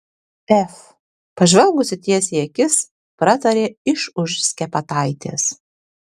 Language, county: Lithuanian, Tauragė